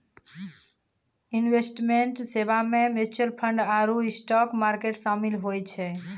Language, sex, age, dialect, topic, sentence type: Maithili, female, 31-35, Angika, banking, statement